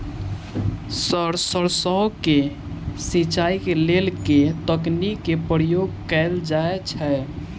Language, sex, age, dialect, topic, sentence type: Maithili, male, 18-24, Southern/Standard, agriculture, question